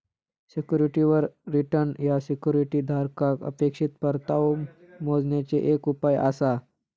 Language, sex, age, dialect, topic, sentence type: Marathi, male, 18-24, Southern Konkan, banking, statement